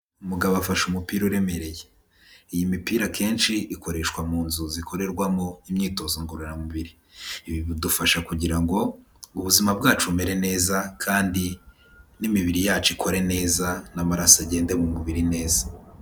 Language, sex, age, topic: Kinyarwanda, male, 18-24, health